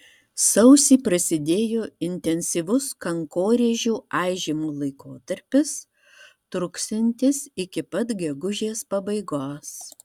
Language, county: Lithuanian, Vilnius